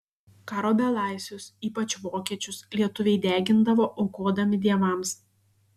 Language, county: Lithuanian, Šiauliai